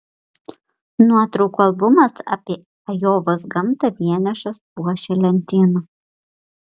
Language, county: Lithuanian, Panevėžys